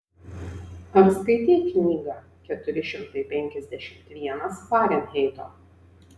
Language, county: Lithuanian, Vilnius